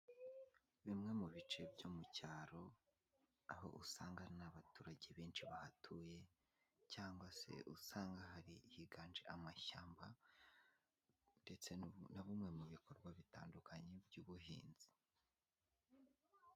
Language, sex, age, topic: Kinyarwanda, male, 18-24, agriculture